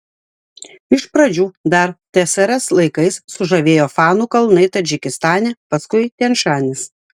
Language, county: Lithuanian, Klaipėda